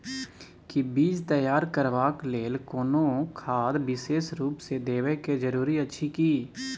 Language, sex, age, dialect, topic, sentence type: Maithili, male, 18-24, Bajjika, agriculture, question